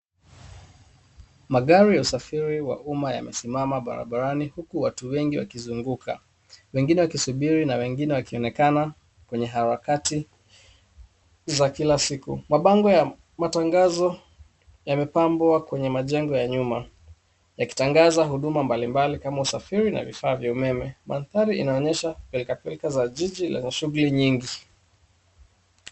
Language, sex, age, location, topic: Swahili, male, 36-49, Nairobi, government